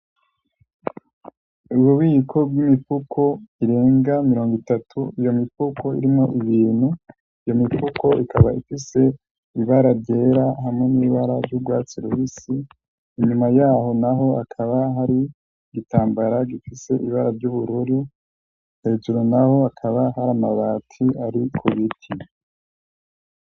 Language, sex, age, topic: Rundi, male, 25-35, agriculture